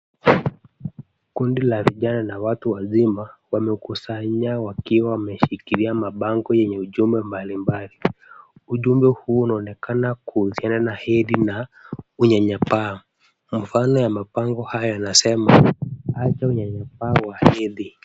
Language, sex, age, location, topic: Swahili, male, 18-24, Kisumu, health